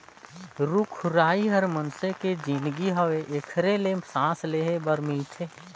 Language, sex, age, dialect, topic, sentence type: Chhattisgarhi, male, 18-24, Northern/Bhandar, agriculture, statement